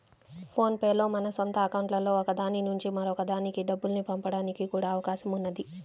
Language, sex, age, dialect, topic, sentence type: Telugu, female, 31-35, Central/Coastal, banking, statement